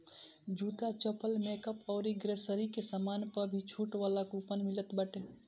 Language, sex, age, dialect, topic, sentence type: Bhojpuri, male, <18, Northern, banking, statement